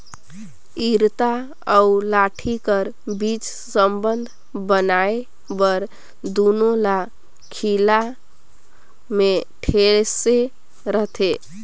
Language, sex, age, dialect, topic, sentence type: Chhattisgarhi, female, 25-30, Northern/Bhandar, agriculture, statement